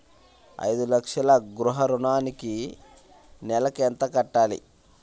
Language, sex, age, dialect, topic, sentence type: Telugu, male, 25-30, Central/Coastal, banking, question